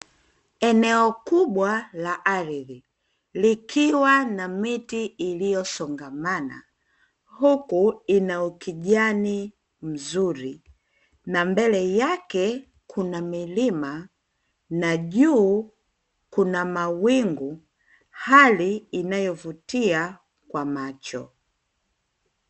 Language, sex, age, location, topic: Swahili, female, 25-35, Dar es Salaam, agriculture